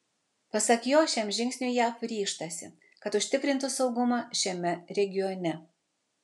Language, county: Lithuanian, Vilnius